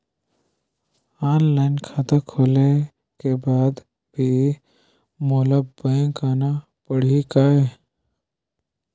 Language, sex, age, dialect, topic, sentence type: Chhattisgarhi, male, 18-24, Northern/Bhandar, banking, question